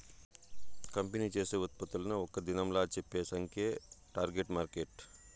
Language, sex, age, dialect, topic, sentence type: Telugu, male, 41-45, Southern, banking, statement